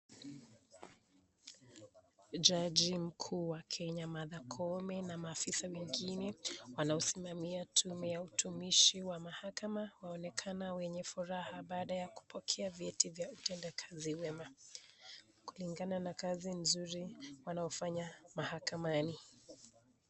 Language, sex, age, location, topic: Swahili, female, 25-35, Nakuru, government